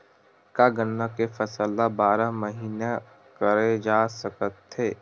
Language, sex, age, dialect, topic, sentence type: Chhattisgarhi, male, 18-24, Western/Budati/Khatahi, agriculture, question